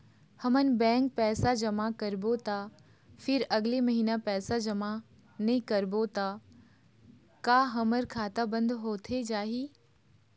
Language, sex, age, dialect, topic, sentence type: Chhattisgarhi, female, 25-30, Eastern, banking, question